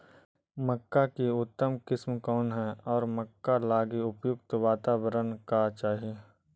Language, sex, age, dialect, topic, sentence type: Magahi, male, 18-24, Central/Standard, agriculture, question